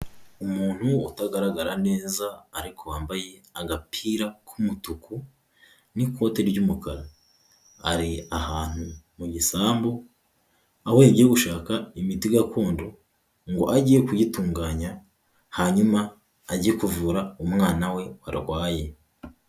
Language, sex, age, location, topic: Kinyarwanda, male, 18-24, Huye, health